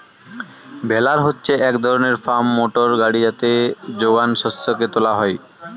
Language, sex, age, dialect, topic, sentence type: Bengali, male, 18-24, Standard Colloquial, agriculture, statement